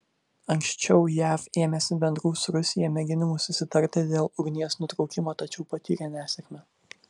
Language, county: Lithuanian, Vilnius